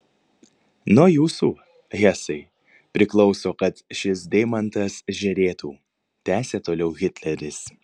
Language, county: Lithuanian, Panevėžys